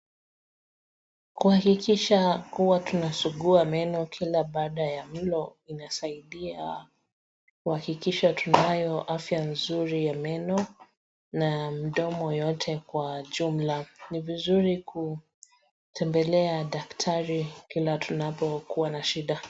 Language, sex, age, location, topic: Swahili, female, 25-35, Wajir, health